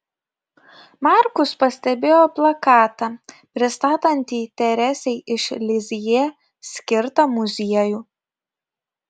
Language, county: Lithuanian, Kaunas